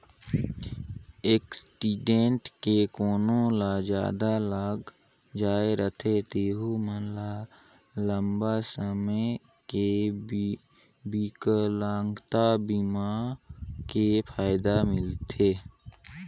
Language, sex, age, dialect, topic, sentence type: Chhattisgarhi, male, 18-24, Northern/Bhandar, banking, statement